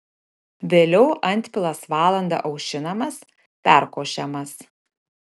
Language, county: Lithuanian, Panevėžys